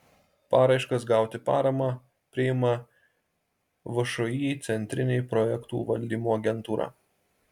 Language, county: Lithuanian, Marijampolė